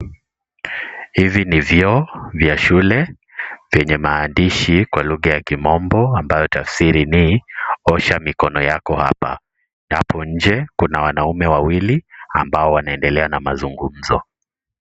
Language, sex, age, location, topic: Swahili, male, 18-24, Kisii, health